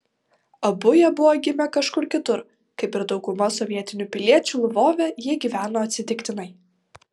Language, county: Lithuanian, Vilnius